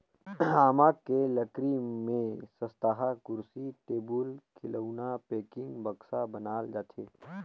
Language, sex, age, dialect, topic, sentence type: Chhattisgarhi, male, 18-24, Northern/Bhandar, agriculture, statement